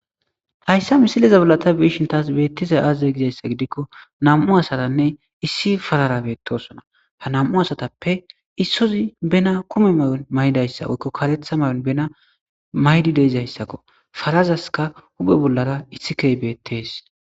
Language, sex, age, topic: Gamo, male, 18-24, agriculture